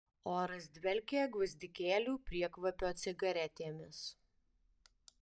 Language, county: Lithuanian, Alytus